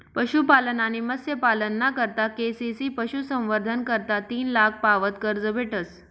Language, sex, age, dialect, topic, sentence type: Marathi, female, 25-30, Northern Konkan, agriculture, statement